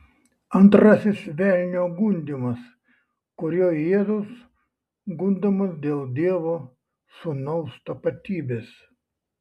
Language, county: Lithuanian, Šiauliai